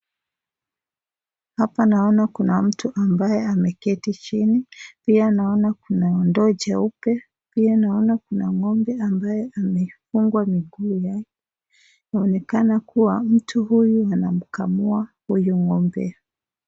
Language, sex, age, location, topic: Swahili, female, 25-35, Nakuru, agriculture